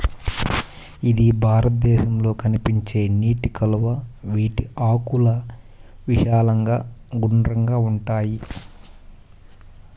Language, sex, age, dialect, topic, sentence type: Telugu, male, 25-30, Southern, agriculture, statement